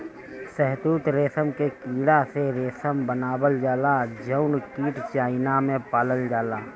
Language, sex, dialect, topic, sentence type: Bhojpuri, male, Northern, agriculture, statement